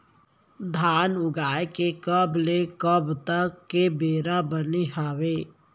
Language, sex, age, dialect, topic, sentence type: Chhattisgarhi, female, 31-35, Central, agriculture, question